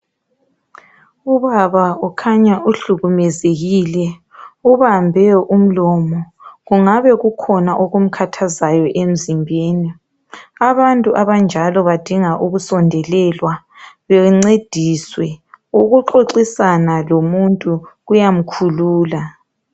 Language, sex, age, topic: North Ndebele, male, 36-49, health